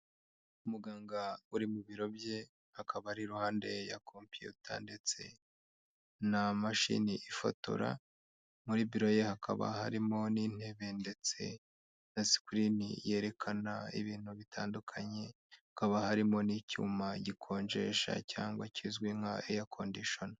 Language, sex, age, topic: Kinyarwanda, male, 25-35, health